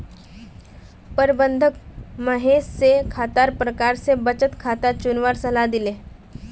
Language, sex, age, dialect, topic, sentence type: Magahi, female, 18-24, Northeastern/Surjapuri, banking, statement